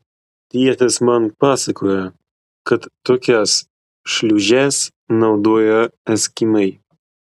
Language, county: Lithuanian, Klaipėda